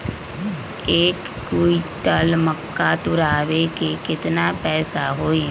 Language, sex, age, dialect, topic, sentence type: Magahi, female, 25-30, Western, agriculture, question